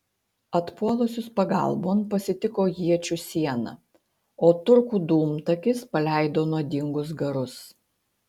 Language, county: Lithuanian, Utena